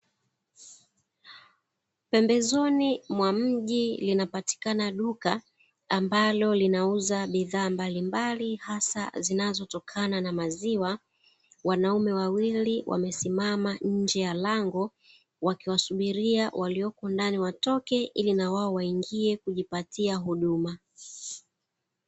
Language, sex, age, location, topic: Swahili, female, 36-49, Dar es Salaam, finance